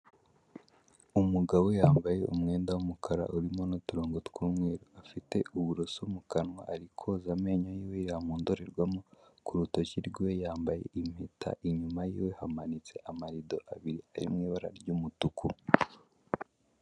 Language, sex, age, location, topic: Kinyarwanda, male, 18-24, Kigali, health